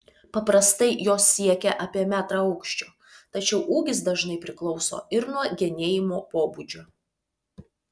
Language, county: Lithuanian, Vilnius